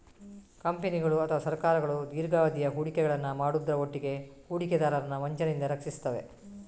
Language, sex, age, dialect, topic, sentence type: Kannada, female, 18-24, Coastal/Dakshin, banking, statement